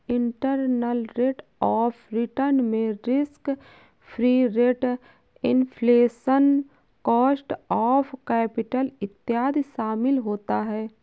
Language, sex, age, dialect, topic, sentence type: Hindi, female, 25-30, Awadhi Bundeli, banking, statement